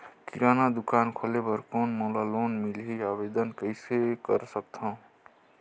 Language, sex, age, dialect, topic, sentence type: Chhattisgarhi, male, 31-35, Northern/Bhandar, banking, question